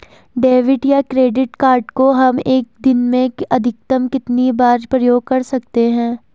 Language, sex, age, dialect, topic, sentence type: Hindi, female, 18-24, Garhwali, banking, question